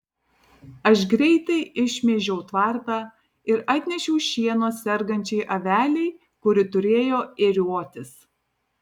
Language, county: Lithuanian, Tauragė